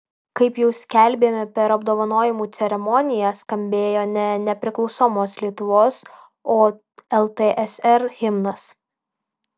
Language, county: Lithuanian, Alytus